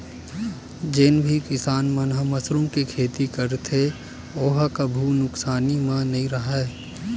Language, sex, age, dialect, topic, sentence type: Chhattisgarhi, male, 18-24, Western/Budati/Khatahi, agriculture, statement